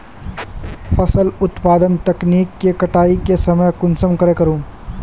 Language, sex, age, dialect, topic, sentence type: Magahi, male, 18-24, Northeastern/Surjapuri, agriculture, question